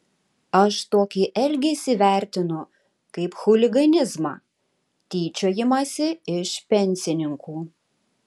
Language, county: Lithuanian, Tauragė